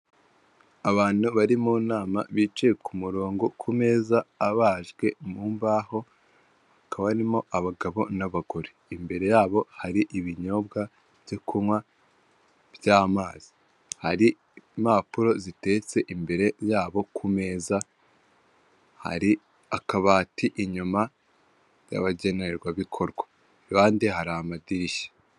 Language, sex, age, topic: Kinyarwanda, male, 18-24, government